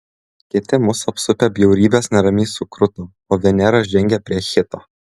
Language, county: Lithuanian, Klaipėda